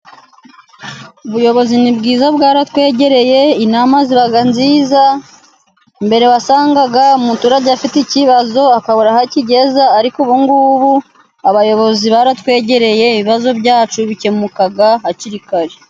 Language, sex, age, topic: Kinyarwanda, female, 25-35, government